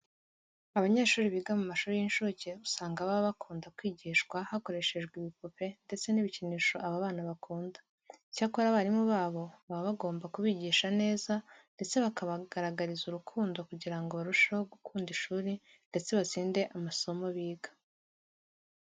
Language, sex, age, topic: Kinyarwanda, female, 18-24, education